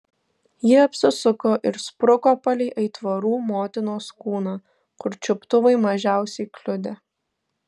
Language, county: Lithuanian, Tauragė